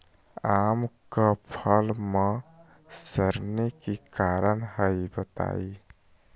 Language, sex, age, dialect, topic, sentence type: Magahi, male, 25-30, Western, agriculture, question